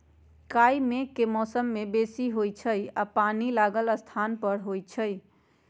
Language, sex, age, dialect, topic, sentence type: Magahi, female, 56-60, Western, agriculture, statement